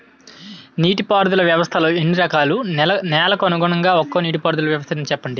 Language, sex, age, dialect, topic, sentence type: Telugu, male, 18-24, Utterandhra, agriculture, question